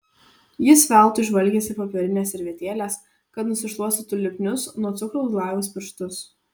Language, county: Lithuanian, Kaunas